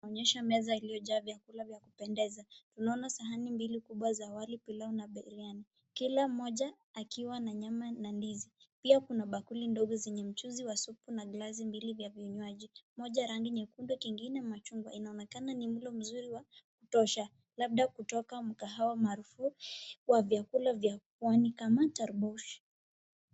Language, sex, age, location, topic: Swahili, female, 25-35, Mombasa, agriculture